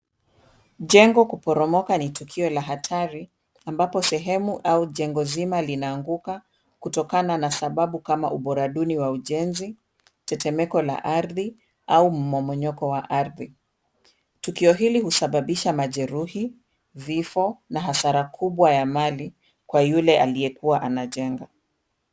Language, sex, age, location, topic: Swahili, female, 36-49, Kisumu, health